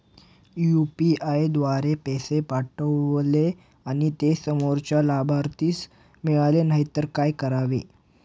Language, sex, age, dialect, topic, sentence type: Marathi, male, 18-24, Standard Marathi, banking, question